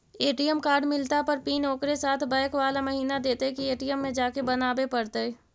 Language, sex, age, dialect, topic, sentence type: Magahi, female, 18-24, Central/Standard, banking, question